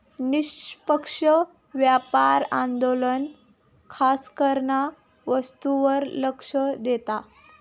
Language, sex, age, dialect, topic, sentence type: Marathi, female, 18-24, Southern Konkan, banking, statement